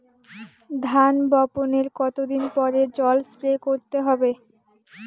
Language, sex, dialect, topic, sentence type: Bengali, female, Rajbangshi, agriculture, question